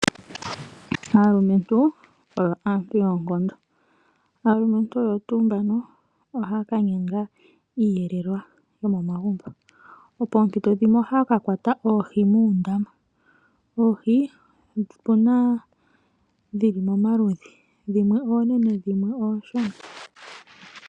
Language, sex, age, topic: Oshiwambo, female, 25-35, agriculture